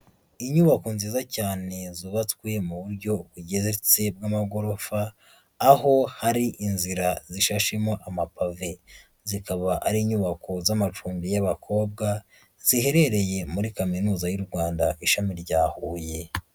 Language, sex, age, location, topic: Kinyarwanda, female, 25-35, Huye, education